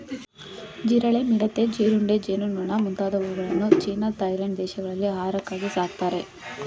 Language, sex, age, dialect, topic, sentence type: Kannada, female, 25-30, Mysore Kannada, agriculture, statement